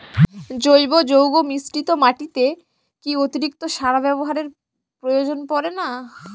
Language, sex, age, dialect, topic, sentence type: Bengali, female, 18-24, Jharkhandi, agriculture, question